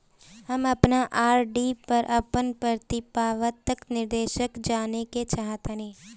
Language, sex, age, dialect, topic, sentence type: Bhojpuri, female, 18-24, Northern, banking, statement